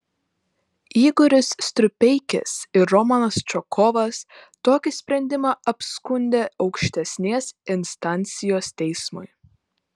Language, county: Lithuanian, Panevėžys